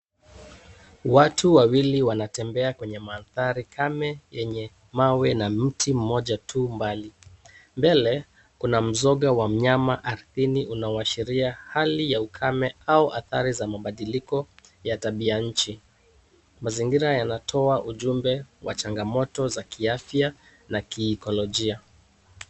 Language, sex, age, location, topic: Swahili, male, 36-49, Kisumu, health